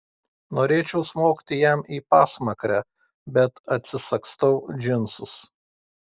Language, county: Lithuanian, Klaipėda